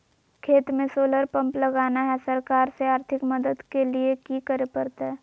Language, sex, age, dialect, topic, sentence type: Magahi, female, 41-45, Southern, agriculture, question